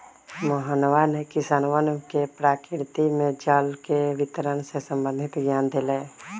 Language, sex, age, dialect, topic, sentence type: Magahi, male, 25-30, Western, agriculture, statement